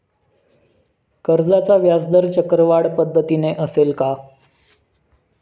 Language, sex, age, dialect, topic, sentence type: Marathi, male, 25-30, Standard Marathi, banking, question